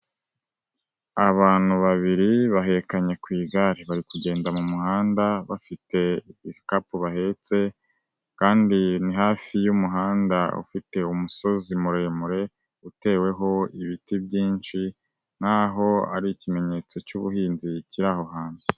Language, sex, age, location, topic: Kinyarwanda, male, 18-24, Nyagatare, government